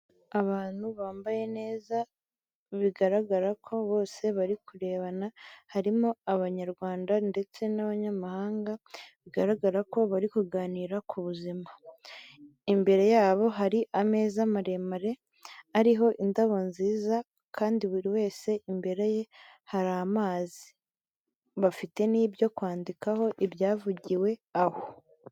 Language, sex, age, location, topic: Kinyarwanda, female, 36-49, Kigali, health